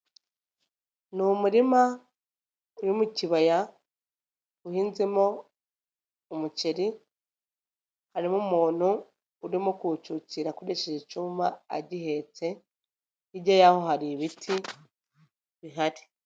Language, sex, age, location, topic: Kinyarwanda, female, 25-35, Nyagatare, agriculture